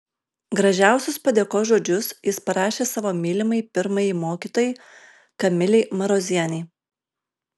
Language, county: Lithuanian, Alytus